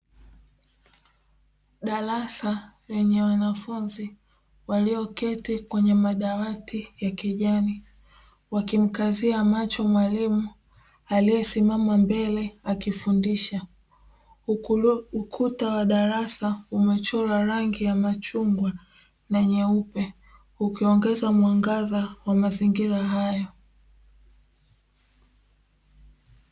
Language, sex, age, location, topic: Swahili, female, 18-24, Dar es Salaam, education